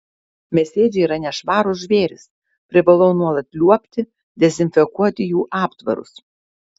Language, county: Lithuanian, Klaipėda